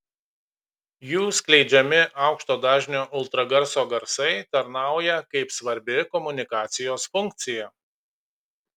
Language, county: Lithuanian, Kaunas